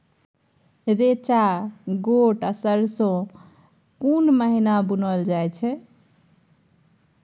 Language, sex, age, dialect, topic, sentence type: Maithili, female, 31-35, Bajjika, agriculture, question